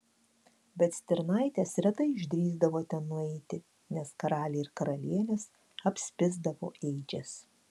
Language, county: Lithuanian, Klaipėda